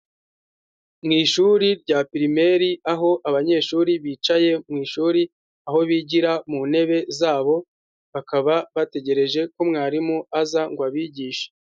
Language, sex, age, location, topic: Kinyarwanda, male, 18-24, Huye, education